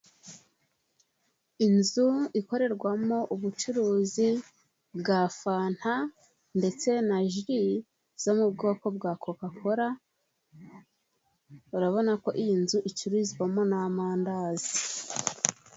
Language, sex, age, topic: Kinyarwanda, female, 25-35, finance